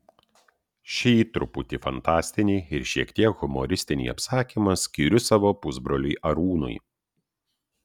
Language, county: Lithuanian, Utena